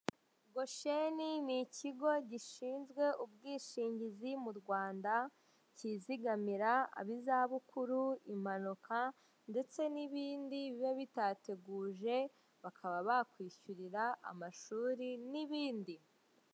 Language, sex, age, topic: Kinyarwanda, female, 18-24, finance